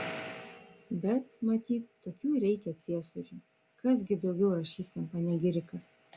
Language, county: Lithuanian, Vilnius